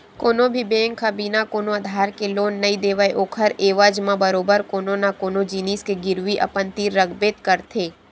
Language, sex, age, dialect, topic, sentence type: Chhattisgarhi, female, 60-100, Western/Budati/Khatahi, banking, statement